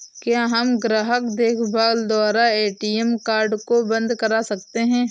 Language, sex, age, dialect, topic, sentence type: Hindi, female, 18-24, Awadhi Bundeli, banking, question